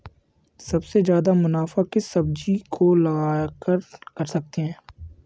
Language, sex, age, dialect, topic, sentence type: Hindi, male, 51-55, Kanauji Braj Bhasha, agriculture, question